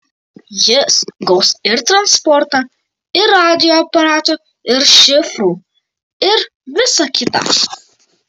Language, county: Lithuanian, Kaunas